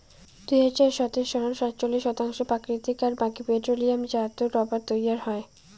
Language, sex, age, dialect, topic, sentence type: Bengali, female, 18-24, Rajbangshi, agriculture, statement